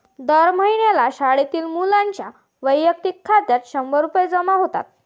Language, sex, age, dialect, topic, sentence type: Marathi, female, 51-55, Varhadi, banking, statement